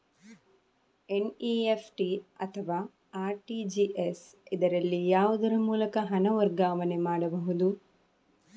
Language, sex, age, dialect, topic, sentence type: Kannada, female, 25-30, Coastal/Dakshin, banking, question